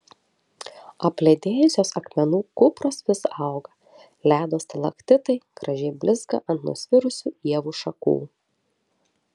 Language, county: Lithuanian, Telšiai